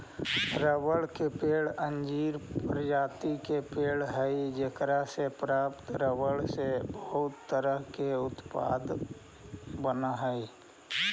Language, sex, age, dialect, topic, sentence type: Magahi, male, 36-40, Central/Standard, banking, statement